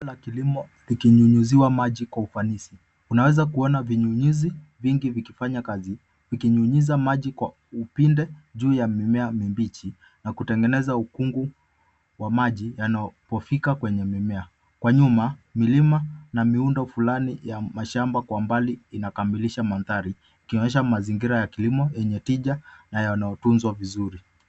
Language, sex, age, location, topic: Swahili, male, 25-35, Nairobi, agriculture